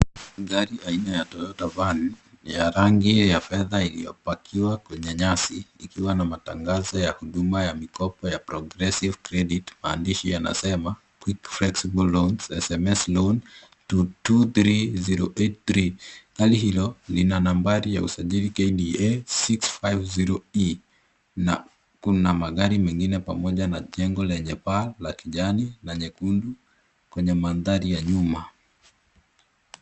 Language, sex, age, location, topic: Swahili, male, 18-24, Nairobi, finance